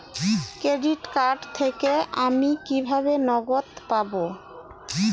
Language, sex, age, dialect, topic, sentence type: Bengali, female, 31-35, Rajbangshi, banking, question